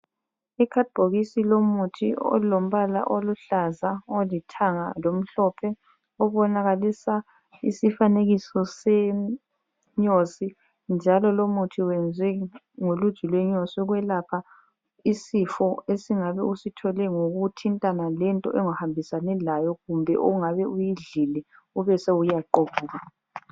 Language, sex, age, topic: North Ndebele, female, 25-35, health